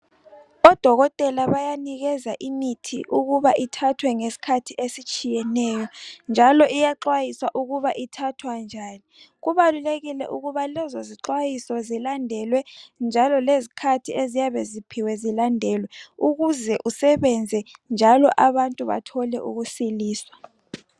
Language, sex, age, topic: North Ndebele, female, 25-35, health